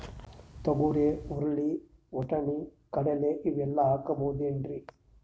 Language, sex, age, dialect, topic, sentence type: Kannada, male, 31-35, Northeastern, agriculture, question